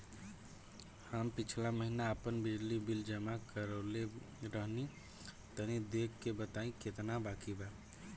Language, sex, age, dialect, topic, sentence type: Bhojpuri, male, 18-24, Southern / Standard, banking, question